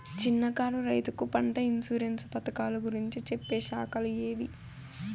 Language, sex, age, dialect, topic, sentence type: Telugu, female, 18-24, Southern, agriculture, question